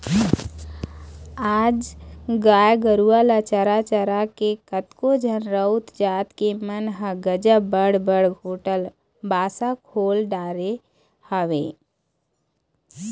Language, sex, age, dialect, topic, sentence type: Chhattisgarhi, female, 25-30, Eastern, banking, statement